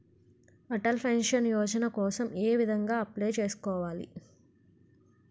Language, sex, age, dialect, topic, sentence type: Telugu, female, 51-55, Utterandhra, banking, question